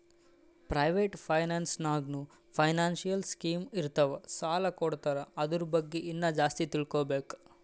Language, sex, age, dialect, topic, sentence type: Kannada, male, 18-24, Northeastern, banking, statement